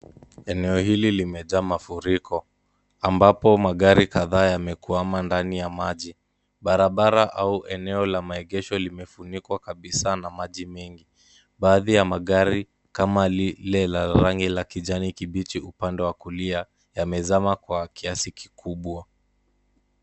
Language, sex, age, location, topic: Swahili, male, 18-24, Kisumu, health